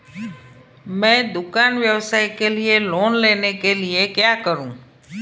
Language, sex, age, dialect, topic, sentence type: Hindi, female, 51-55, Marwari Dhudhari, banking, question